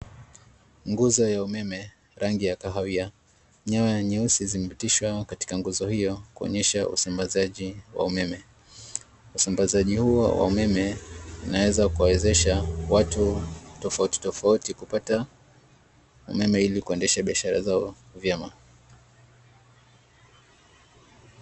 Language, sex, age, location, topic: Swahili, male, 25-35, Dar es Salaam, government